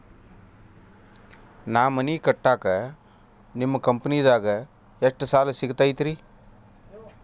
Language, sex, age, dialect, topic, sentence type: Kannada, male, 41-45, Dharwad Kannada, banking, question